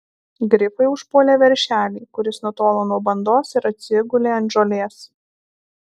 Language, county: Lithuanian, Alytus